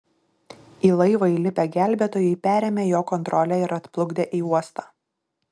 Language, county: Lithuanian, Šiauliai